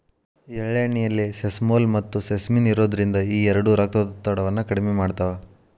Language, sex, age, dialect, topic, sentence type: Kannada, male, 18-24, Dharwad Kannada, agriculture, statement